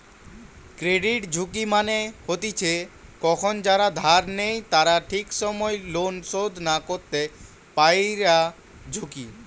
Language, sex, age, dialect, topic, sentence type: Bengali, male, <18, Western, banking, statement